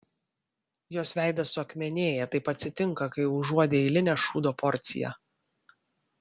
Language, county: Lithuanian, Vilnius